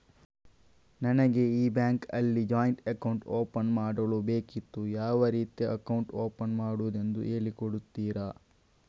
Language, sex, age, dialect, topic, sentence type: Kannada, male, 31-35, Coastal/Dakshin, banking, question